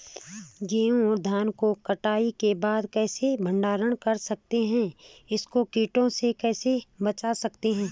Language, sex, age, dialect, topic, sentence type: Hindi, female, 36-40, Garhwali, agriculture, question